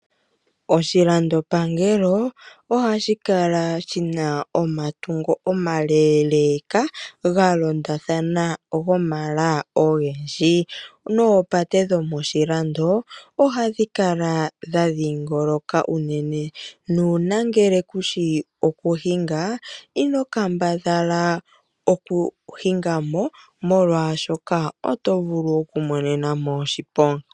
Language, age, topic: Oshiwambo, 25-35, agriculture